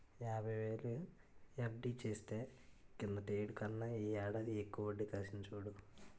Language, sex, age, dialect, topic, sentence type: Telugu, male, 18-24, Utterandhra, banking, statement